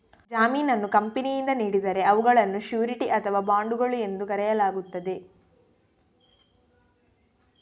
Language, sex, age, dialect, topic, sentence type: Kannada, female, 18-24, Coastal/Dakshin, banking, statement